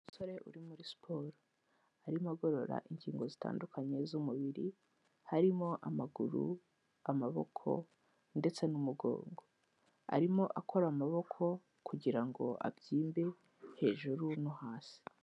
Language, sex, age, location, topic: Kinyarwanda, female, 18-24, Kigali, health